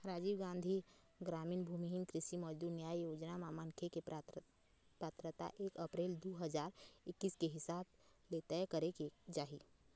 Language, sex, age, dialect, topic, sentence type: Chhattisgarhi, female, 18-24, Eastern, agriculture, statement